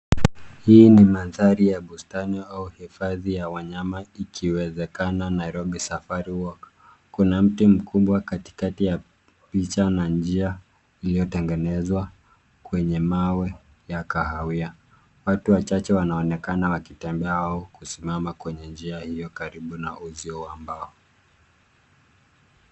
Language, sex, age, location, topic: Swahili, male, 25-35, Nairobi, government